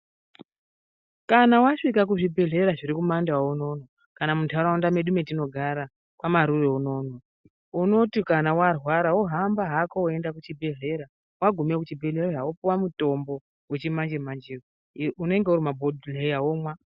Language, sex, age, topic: Ndau, male, 36-49, health